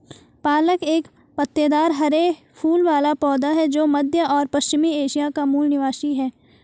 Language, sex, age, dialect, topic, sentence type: Hindi, female, 51-55, Garhwali, agriculture, statement